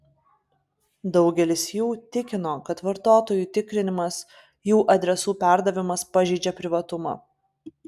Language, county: Lithuanian, Klaipėda